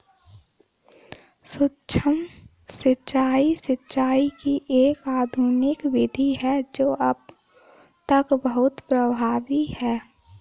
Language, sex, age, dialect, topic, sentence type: Hindi, female, 18-24, Kanauji Braj Bhasha, agriculture, statement